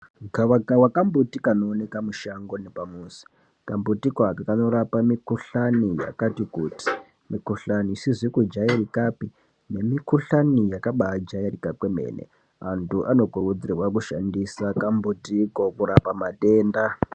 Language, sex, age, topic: Ndau, female, 25-35, health